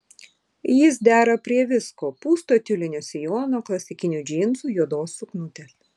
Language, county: Lithuanian, Vilnius